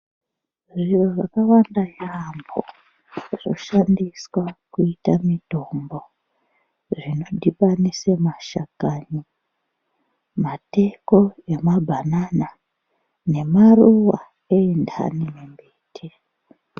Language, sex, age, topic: Ndau, male, 36-49, health